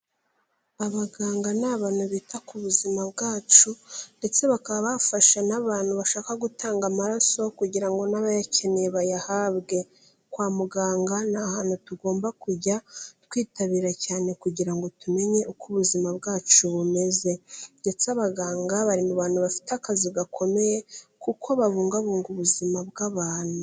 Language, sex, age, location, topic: Kinyarwanda, female, 18-24, Kigali, health